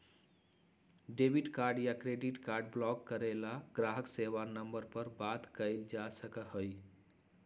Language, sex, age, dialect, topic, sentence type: Magahi, male, 56-60, Western, banking, statement